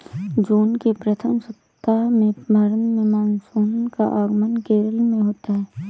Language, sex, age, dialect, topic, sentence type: Hindi, female, 18-24, Awadhi Bundeli, agriculture, statement